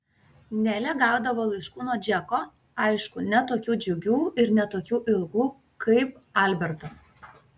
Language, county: Lithuanian, Kaunas